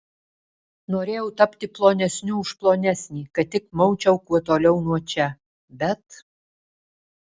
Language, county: Lithuanian, Alytus